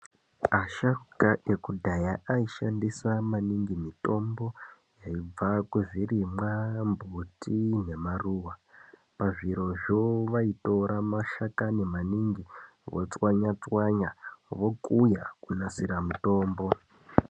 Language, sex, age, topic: Ndau, male, 18-24, health